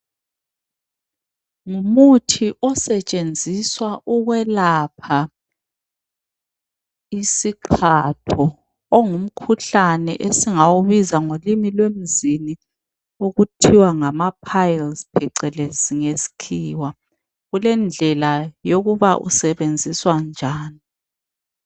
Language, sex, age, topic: North Ndebele, female, 36-49, health